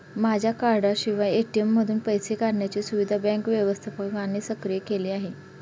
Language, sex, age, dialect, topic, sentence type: Marathi, female, 31-35, Standard Marathi, banking, statement